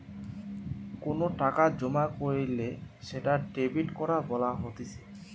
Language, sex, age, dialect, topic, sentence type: Bengali, male, 18-24, Western, banking, statement